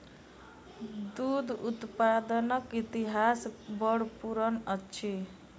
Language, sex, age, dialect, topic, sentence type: Maithili, female, 18-24, Southern/Standard, agriculture, statement